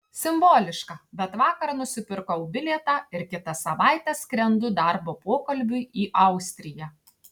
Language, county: Lithuanian, Tauragė